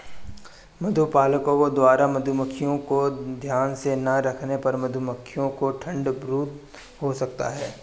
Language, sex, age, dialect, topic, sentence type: Hindi, male, 25-30, Marwari Dhudhari, agriculture, statement